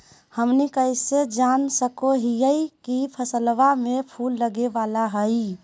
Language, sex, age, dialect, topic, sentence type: Magahi, female, 46-50, Southern, agriculture, statement